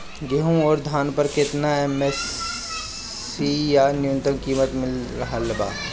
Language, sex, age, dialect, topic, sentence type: Bhojpuri, male, 25-30, Northern, agriculture, question